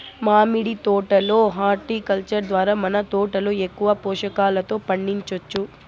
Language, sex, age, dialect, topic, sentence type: Telugu, female, 18-24, Southern, agriculture, statement